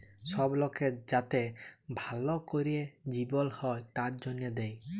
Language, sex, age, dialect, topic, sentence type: Bengali, male, 31-35, Jharkhandi, banking, statement